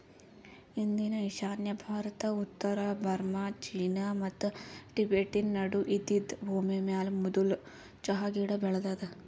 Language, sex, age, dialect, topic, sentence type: Kannada, female, 51-55, Northeastern, agriculture, statement